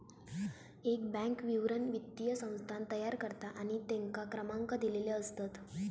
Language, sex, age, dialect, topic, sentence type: Marathi, female, 18-24, Southern Konkan, banking, statement